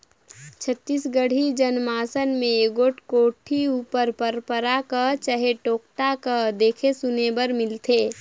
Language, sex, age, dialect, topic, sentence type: Chhattisgarhi, female, 46-50, Northern/Bhandar, agriculture, statement